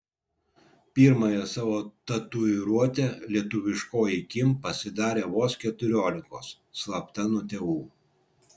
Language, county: Lithuanian, Vilnius